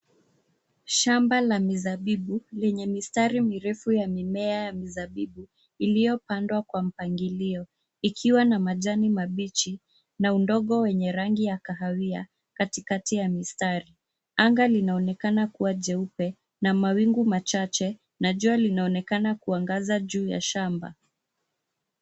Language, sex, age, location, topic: Swahili, female, 25-35, Nairobi, health